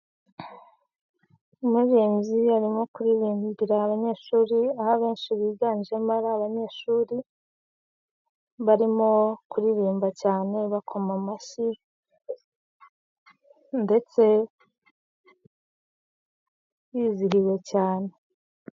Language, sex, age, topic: Kinyarwanda, female, 25-35, education